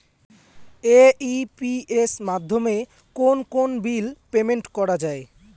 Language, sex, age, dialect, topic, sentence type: Bengali, male, <18, Rajbangshi, banking, question